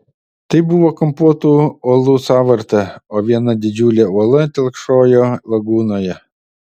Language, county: Lithuanian, Utena